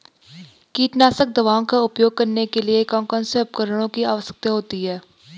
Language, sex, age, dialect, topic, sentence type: Hindi, female, 18-24, Garhwali, agriculture, question